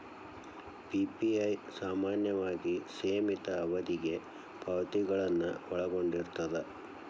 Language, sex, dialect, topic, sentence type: Kannada, male, Dharwad Kannada, banking, statement